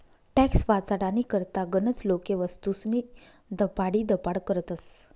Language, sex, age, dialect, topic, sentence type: Marathi, female, 25-30, Northern Konkan, banking, statement